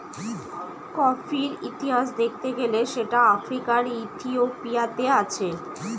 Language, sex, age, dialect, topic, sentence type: Bengali, female, 25-30, Northern/Varendri, agriculture, statement